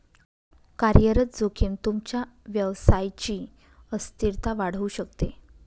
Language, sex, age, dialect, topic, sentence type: Marathi, female, 31-35, Northern Konkan, banking, statement